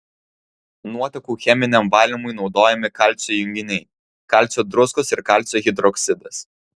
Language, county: Lithuanian, Vilnius